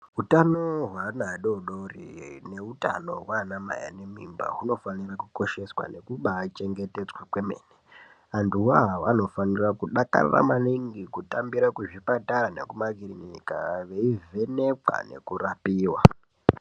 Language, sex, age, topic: Ndau, male, 18-24, health